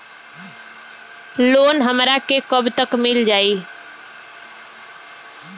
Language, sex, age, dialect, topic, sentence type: Bhojpuri, female, 18-24, Western, banking, question